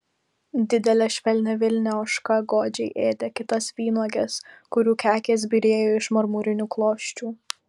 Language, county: Lithuanian, Vilnius